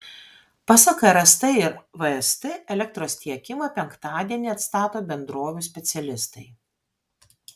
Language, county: Lithuanian, Vilnius